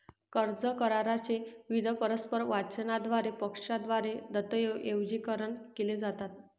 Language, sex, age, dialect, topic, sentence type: Marathi, female, 60-100, Northern Konkan, banking, statement